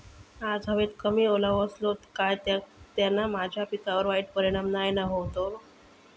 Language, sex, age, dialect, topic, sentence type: Marathi, female, 41-45, Southern Konkan, agriculture, question